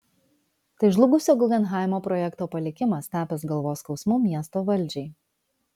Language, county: Lithuanian, Vilnius